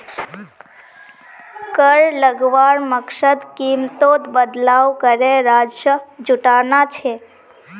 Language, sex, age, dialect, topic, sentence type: Magahi, female, 18-24, Northeastern/Surjapuri, banking, statement